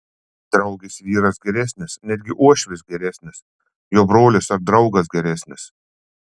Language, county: Lithuanian, Panevėžys